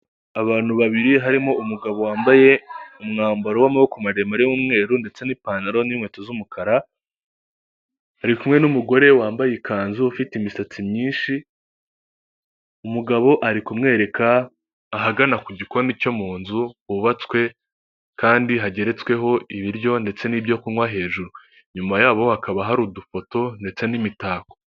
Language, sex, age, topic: Kinyarwanda, male, 18-24, finance